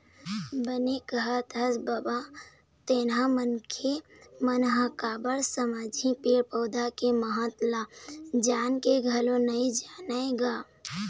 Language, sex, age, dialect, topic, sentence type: Chhattisgarhi, female, 18-24, Eastern, agriculture, statement